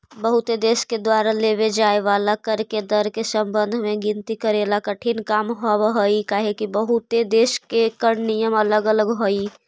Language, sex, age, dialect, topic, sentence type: Magahi, female, 25-30, Central/Standard, banking, statement